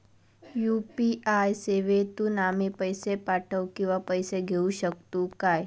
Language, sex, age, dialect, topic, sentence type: Marathi, female, 25-30, Southern Konkan, banking, question